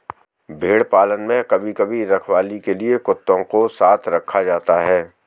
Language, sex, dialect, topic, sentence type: Hindi, male, Marwari Dhudhari, agriculture, statement